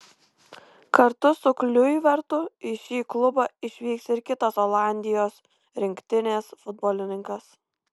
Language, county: Lithuanian, Kaunas